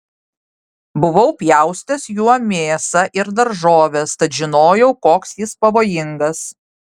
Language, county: Lithuanian, Vilnius